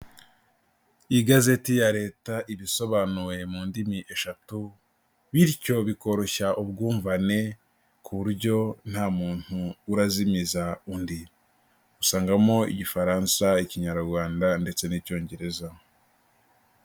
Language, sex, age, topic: Kinyarwanda, male, 18-24, government